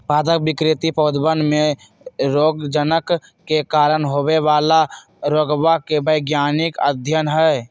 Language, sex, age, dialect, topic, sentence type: Magahi, male, 18-24, Western, agriculture, statement